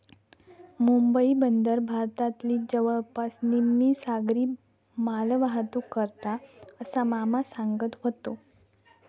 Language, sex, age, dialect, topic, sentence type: Marathi, female, 46-50, Southern Konkan, banking, statement